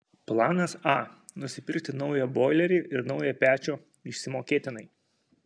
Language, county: Lithuanian, Kaunas